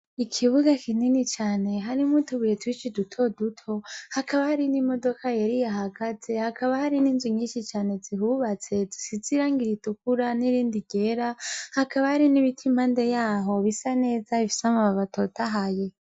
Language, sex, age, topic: Rundi, female, 18-24, education